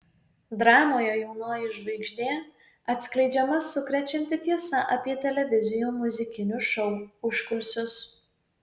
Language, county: Lithuanian, Vilnius